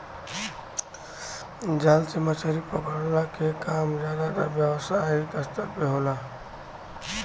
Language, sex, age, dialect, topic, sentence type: Bhojpuri, male, 36-40, Western, agriculture, statement